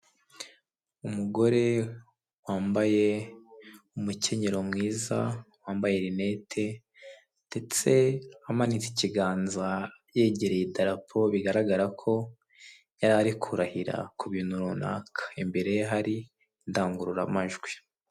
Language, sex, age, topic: Kinyarwanda, male, 18-24, government